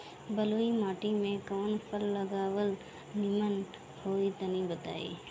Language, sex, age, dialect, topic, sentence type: Bhojpuri, female, 25-30, Northern, agriculture, question